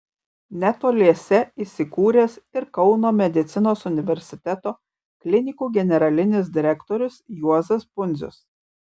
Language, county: Lithuanian, Kaunas